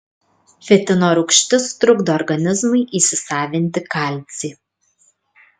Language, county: Lithuanian, Kaunas